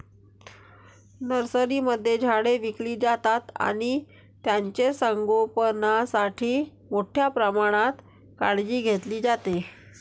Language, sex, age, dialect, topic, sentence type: Marathi, female, 41-45, Varhadi, agriculture, statement